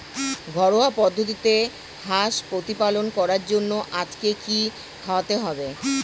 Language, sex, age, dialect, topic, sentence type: Bengali, male, 41-45, Standard Colloquial, agriculture, question